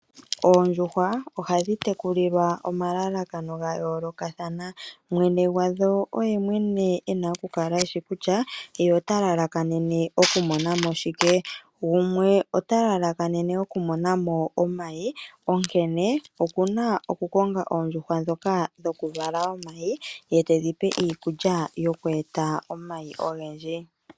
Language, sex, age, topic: Oshiwambo, female, 36-49, agriculture